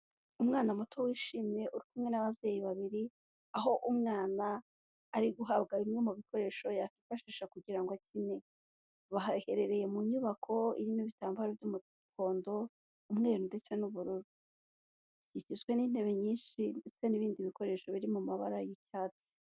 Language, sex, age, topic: Kinyarwanda, female, 18-24, health